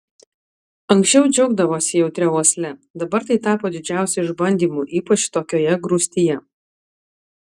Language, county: Lithuanian, Alytus